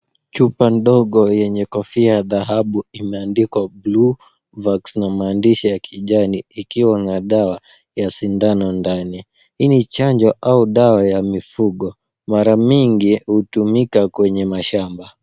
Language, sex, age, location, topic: Swahili, male, 18-24, Nairobi, health